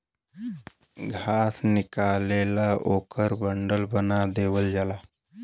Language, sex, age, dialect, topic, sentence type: Bhojpuri, male, 18-24, Western, agriculture, statement